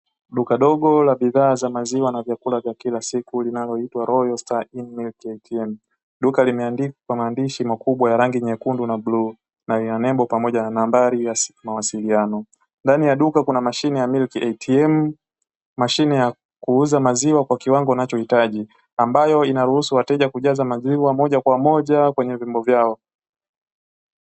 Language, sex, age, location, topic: Swahili, male, 18-24, Dar es Salaam, finance